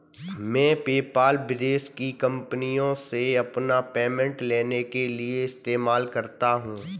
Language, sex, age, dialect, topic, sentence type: Hindi, male, 25-30, Kanauji Braj Bhasha, banking, statement